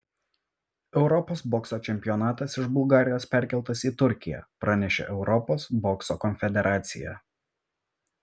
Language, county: Lithuanian, Vilnius